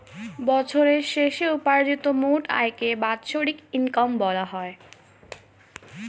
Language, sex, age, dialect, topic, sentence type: Bengali, female, 18-24, Standard Colloquial, banking, statement